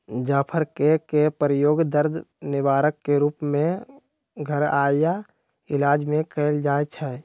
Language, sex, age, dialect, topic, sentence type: Magahi, male, 60-100, Western, agriculture, statement